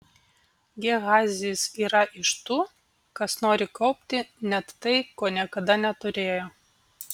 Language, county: Lithuanian, Vilnius